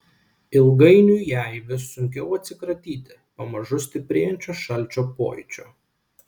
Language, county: Lithuanian, Kaunas